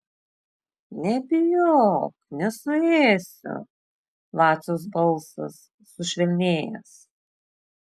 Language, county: Lithuanian, Klaipėda